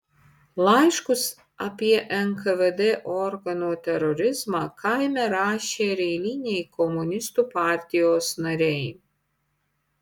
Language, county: Lithuanian, Panevėžys